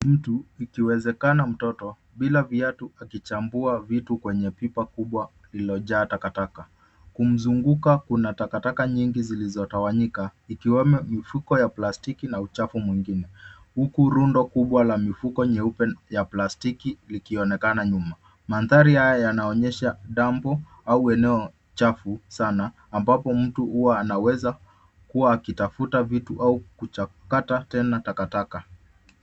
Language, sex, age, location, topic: Swahili, male, 25-35, Nairobi, government